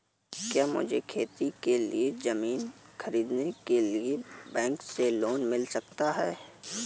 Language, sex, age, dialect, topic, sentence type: Hindi, male, 18-24, Marwari Dhudhari, agriculture, question